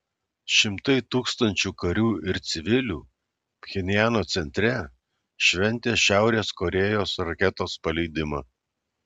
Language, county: Lithuanian, Alytus